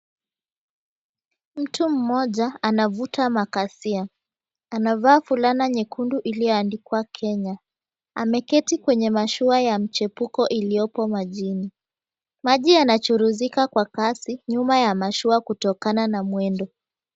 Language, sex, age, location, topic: Swahili, female, 18-24, Mombasa, education